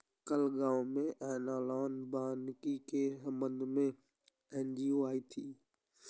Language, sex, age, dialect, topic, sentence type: Hindi, male, 18-24, Awadhi Bundeli, agriculture, statement